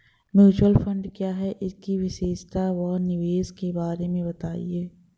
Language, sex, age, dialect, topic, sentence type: Hindi, female, 25-30, Marwari Dhudhari, banking, question